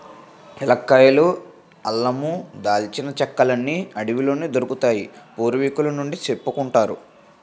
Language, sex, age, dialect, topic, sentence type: Telugu, male, 18-24, Utterandhra, agriculture, statement